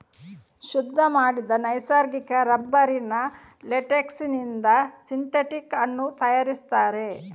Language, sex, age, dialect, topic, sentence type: Kannada, female, 18-24, Coastal/Dakshin, agriculture, statement